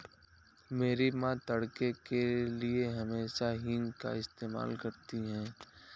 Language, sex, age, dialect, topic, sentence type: Hindi, male, 18-24, Awadhi Bundeli, agriculture, statement